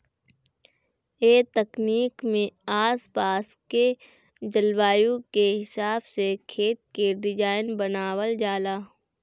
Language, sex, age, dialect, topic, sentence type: Bhojpuri, female, 18-24, Northern, agriculture, statement